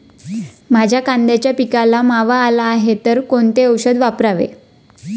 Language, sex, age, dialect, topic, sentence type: Marathi, female, 25-30, Standard Marathi, agriculture, question